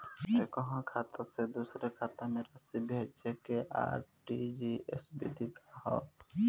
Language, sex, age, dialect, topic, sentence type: Bhojpuri, male, <18, Southern / Standard, banking, question